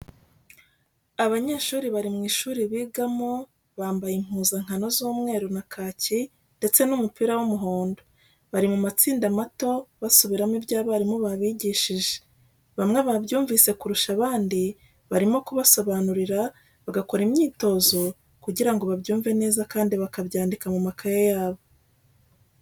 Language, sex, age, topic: Kinyarwanda, female, 36-49, education